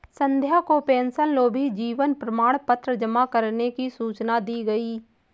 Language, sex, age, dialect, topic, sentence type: Hindi, female, 18-24, Awadhi Bundeli, banking, statement